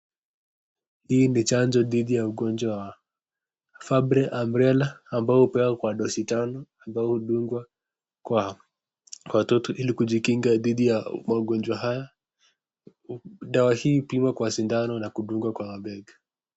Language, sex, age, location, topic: Swahili, male, 18-24, Nakuru, health